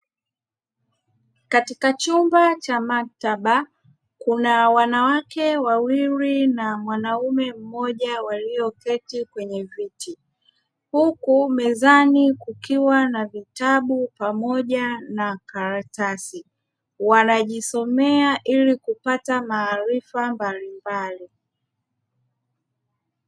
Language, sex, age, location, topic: Swahili, female, 25-35, Dar es Salaam, education